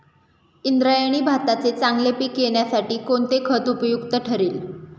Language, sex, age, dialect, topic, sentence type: Marathi, female, 18-24, Standard Marathi, agriculture, question